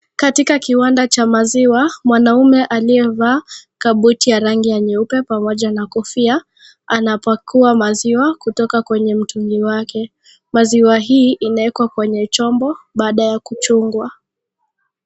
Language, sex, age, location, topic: Swahili, female, 25-35, Kisii, agriculture